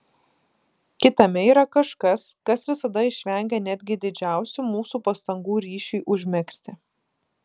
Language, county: Lithuanian, Klaipėda